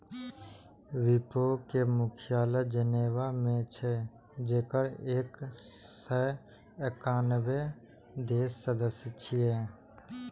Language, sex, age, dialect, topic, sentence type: Maithili, male, 18-24, Eastern / Thethi, banking, statement